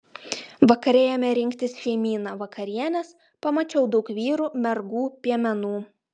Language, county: Lithuanian, Klaipėda